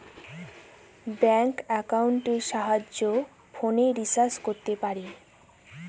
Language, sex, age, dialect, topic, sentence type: Bengali, female, 18-24, Northern/Varendri, banking, statement